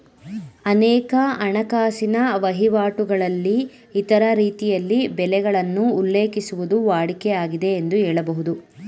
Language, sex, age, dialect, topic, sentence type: Kannada, female, 25-30, Mysore Kannada, banking, statement